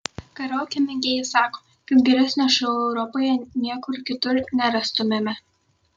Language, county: Lithuanian, Kaunas